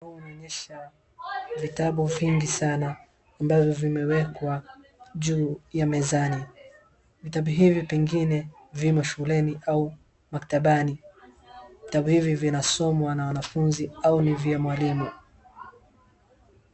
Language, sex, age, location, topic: Swahili, male, 18-24, Wajir, education